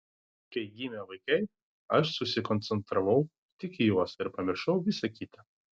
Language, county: Lithuanian, Vilnius